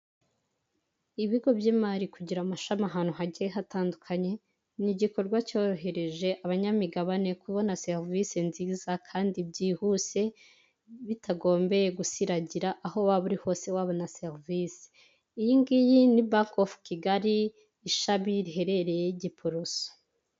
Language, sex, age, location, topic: Kinyarwanda, female, 18-24, Huye, government